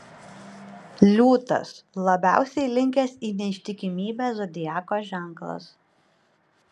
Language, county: Lithuanian, Panevėžys